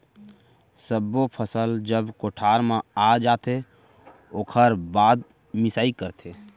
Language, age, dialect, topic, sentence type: Chhattisgarhi, 18-24, Central, agriculture, statement